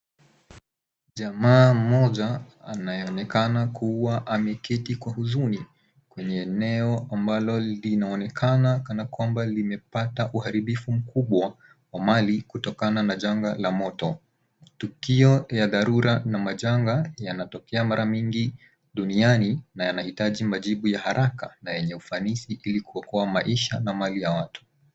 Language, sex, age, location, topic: Swahili, male, 18-24, Nairobi, health